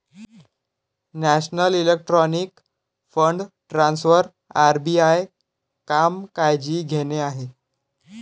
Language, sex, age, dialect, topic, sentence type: Marathi, male, 18-24, Varhadi, banking, statement